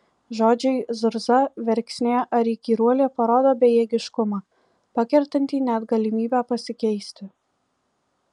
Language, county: Lithuanian, Alytus